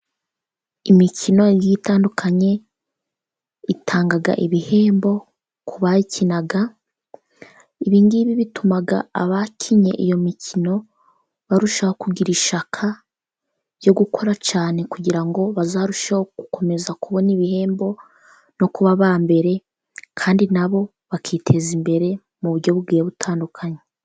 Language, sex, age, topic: Kinyarwanda, female, 18-24, government